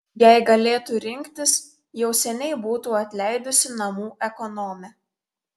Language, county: Lithuanian, Telšiai